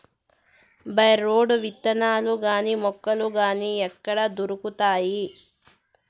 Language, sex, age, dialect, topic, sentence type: Telugu, male, 18-24, Southern, agriculture, question